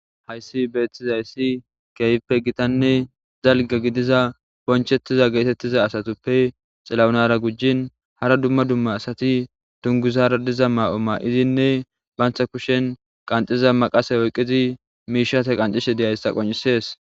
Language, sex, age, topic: Gamo, male, 18-24, government